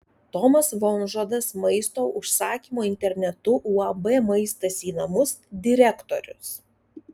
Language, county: Lithuanian, Alytus